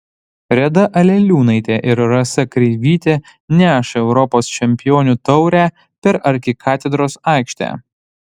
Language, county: Lithuanian, Panevėžys